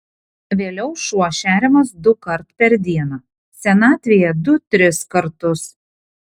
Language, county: Lithuanian, Panevėžys